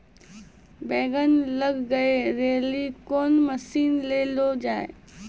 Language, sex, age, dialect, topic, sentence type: Maithili, female, 18-24, Angika, agriculture, question